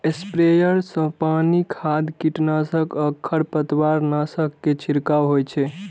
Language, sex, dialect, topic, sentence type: Maithili, male, Eastern / Thethi, agriculture, statement